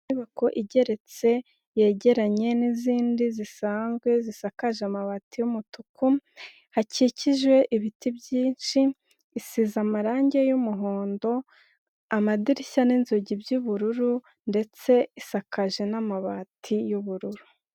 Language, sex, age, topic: Kinyarwanda, female, 18-24, education